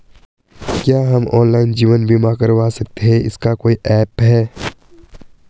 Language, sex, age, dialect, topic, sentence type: Hindi, male, 18-24, Garhwali, banking, question